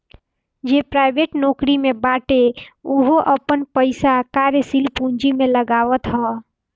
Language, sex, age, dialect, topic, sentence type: Bhojpuri, female, 18-24, Northern, banking, statement